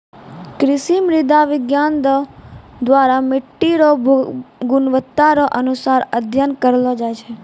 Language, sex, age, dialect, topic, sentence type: Maithili, female, 18-24, Angika, agriculture, statement